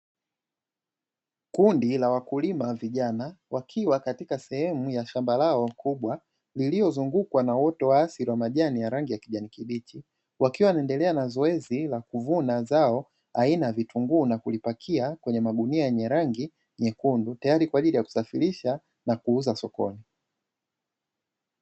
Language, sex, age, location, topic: Swahili, male, 25-35, Dar es Salaam, agriculture